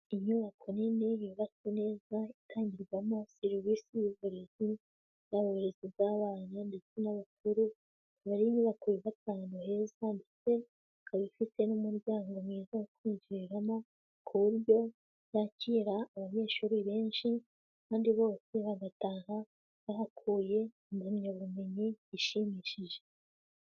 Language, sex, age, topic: Kinyarwanda, female, 18-24, education